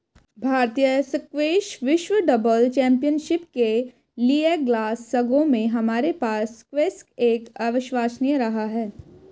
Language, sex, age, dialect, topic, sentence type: Hindi, female, 18-24, Marwari Dhudhari, agriculture, statement